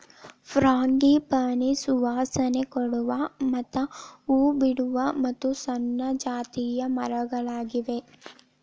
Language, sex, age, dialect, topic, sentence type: Kannada, female, 18-24, Dharwad Kannada, agriculture, statement